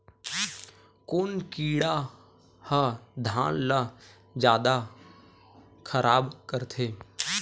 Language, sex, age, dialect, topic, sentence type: Chhattisgarhi, male, 18-24, Western/Budati/Khatahi, agriculture, question